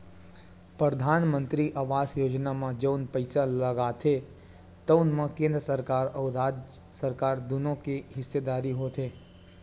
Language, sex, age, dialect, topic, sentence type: Chhattisgarhi, male, 18-24, Western/Budati/Khatahi, banking, statement